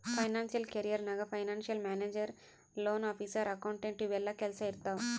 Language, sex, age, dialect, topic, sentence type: Kannada, female, 18-24, Northeastern, banking, statement